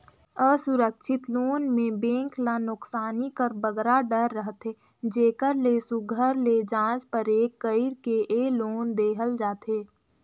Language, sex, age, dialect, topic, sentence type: Chhattisgarhi, female, 18-24, Northern/Bhandar, banking, statement